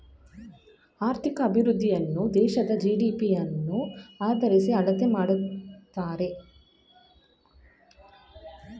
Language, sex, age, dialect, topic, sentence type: Kannada, female, 25-30, Mysore Kannada, banking, statement